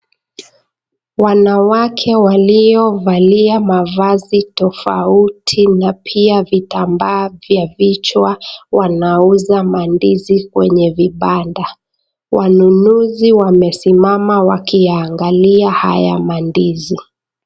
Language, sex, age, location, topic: Swahili, female, 25-35, Nakuru, agriculture